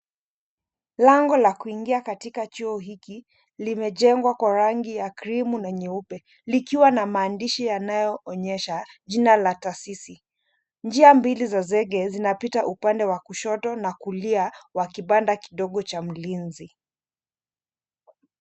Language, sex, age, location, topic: Swahili, female, 25-35, Mombasa, education